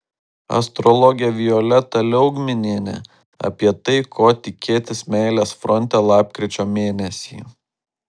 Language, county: Lithuanian, Šiauliai